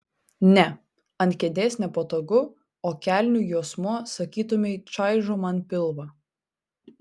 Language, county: Lithuanian, Vilnius